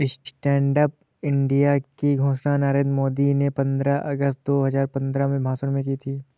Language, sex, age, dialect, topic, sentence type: Hindi, male, 25-30, Awadhi Bundeli, banking, statement